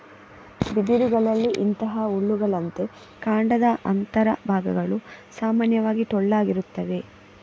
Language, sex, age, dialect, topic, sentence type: Kannada, female, 25-30, Coastal/Dakshin, agriculture, statement